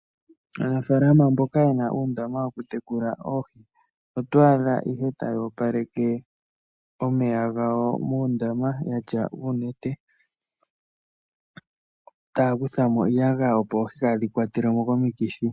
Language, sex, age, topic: Oshiwambo, male, 18-24, agriculture